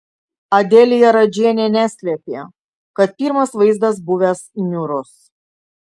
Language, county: Lithuanian, Kaunas